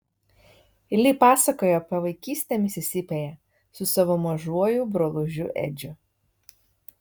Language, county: Lithuanian, Vilnius